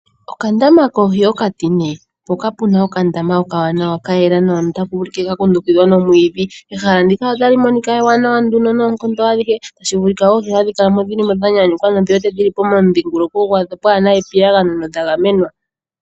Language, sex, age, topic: Oshiwambo, female, 18-24, agriculture